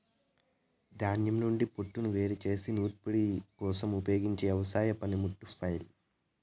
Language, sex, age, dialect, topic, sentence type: Telugu, male, 18-24, Southern, agriculture, statement